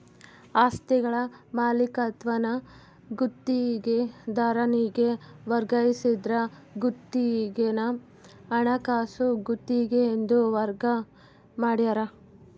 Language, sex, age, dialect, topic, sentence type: Kannada, female, 18-24, Central, banking, statement